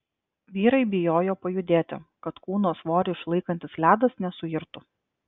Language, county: Lithuanian, Klaipėda